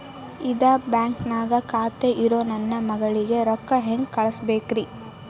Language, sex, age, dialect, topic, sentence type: Kannada, female, 18-24, Dharwad Kannada, banking, question